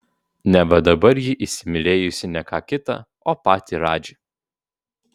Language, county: Lithuanian, Vilnius